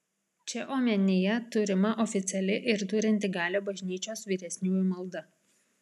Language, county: Lithuanian, Vilnius